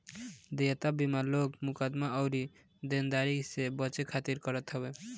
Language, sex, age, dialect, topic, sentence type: Bhojpuri, male, 18-24, Northern, banking, statement